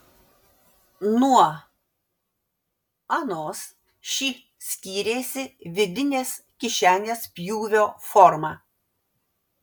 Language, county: Lithuanian, Vilnius